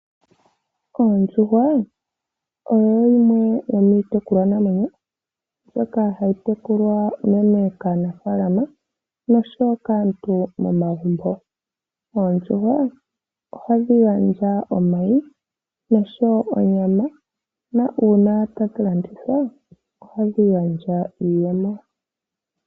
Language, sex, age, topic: Oshiwambo, male, 18-24, agriculture